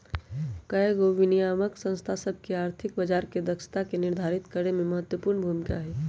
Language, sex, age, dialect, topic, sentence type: Magahi, male, 18-24, Western, banking, statement